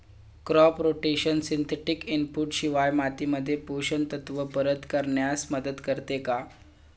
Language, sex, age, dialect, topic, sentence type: Marathi, male, 18-24, Standard Marathi, agriculture, question